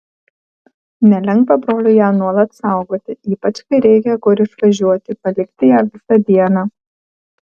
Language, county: Lithuanian, Alytus